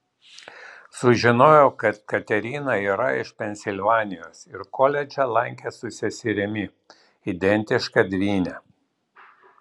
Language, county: Lithuanian, Vilnius